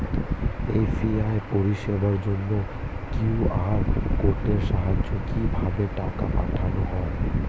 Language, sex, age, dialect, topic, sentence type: Bengali, male, 25-30, Standard Colloquial, banking, question